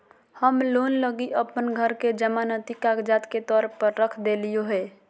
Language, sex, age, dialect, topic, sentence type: Magahi, female, 18-24, Southern, banking, statement